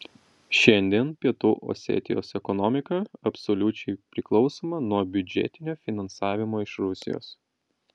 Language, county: Lithuanian, Vilnius